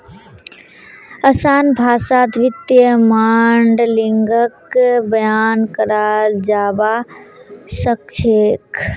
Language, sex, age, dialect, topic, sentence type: Magahi, female, 18-24, Northeastern/Surjapuri, banking, statement